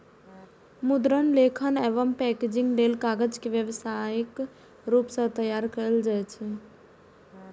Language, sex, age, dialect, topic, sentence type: Maithili, female, 18-24, Eastern / Thethi, agriculture, statement